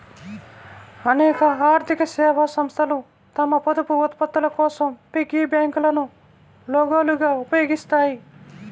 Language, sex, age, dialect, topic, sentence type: Telugu, female, 25-30, Central/Coastal, banking, statement